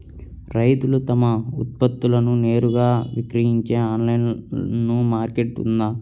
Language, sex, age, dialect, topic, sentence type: Telugu, male, 18-24, Central/Coastal, agriculture, statement